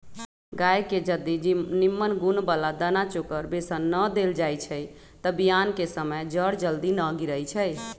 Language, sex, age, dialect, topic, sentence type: Magahi, female, 31-35, Western, agriculture, statement